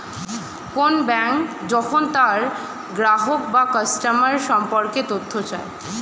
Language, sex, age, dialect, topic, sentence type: Bengali, female, 18-24, Standard Colloquial, banking, statement